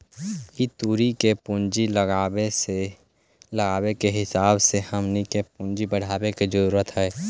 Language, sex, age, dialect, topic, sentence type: Magahi, male, 18-24, Central/Standard, banking, statement